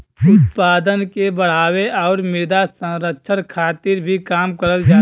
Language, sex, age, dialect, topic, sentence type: Bhojpuri, male, 25-30, Western, agriculture, statement